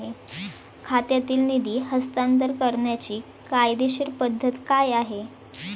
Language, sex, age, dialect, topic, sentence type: Marathi, female, 18-24, Standard Marathi, banking, question